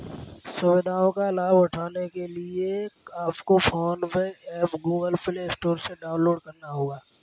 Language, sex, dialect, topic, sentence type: Hindi, male, Kanauji Braj Bhasha, banking, statement